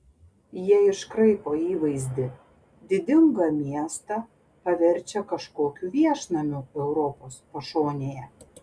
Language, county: Lithuanian, Panevėžys